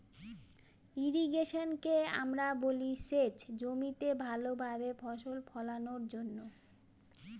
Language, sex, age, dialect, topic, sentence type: Bengali, female, 31-35, Northern/Varendri, agriculture, statement